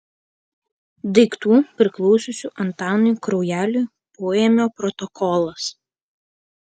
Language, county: Lithuanian, Kaunas